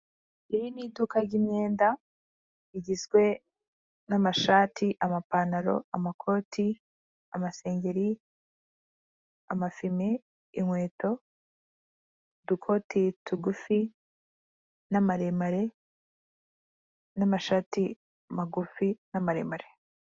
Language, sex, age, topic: Kinyarwanda, female, 25-35, finance